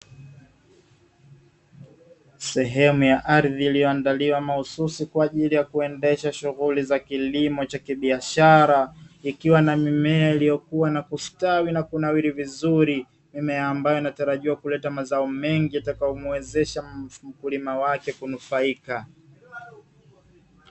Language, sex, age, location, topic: Swahili, male, 25-35, Dar es Salaam, agriculture